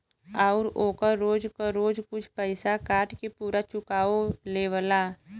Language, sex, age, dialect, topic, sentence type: Bhojpuri, female, 18-24, Western, banking, statement